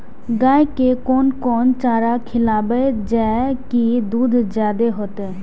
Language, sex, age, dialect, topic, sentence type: Maithili, female, 18-24, Eastern / Thethi, agriculture, question